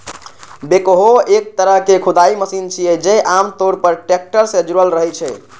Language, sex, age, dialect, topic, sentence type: Maithili, male, 18-24, Eastern / Thethi, agriculture, statement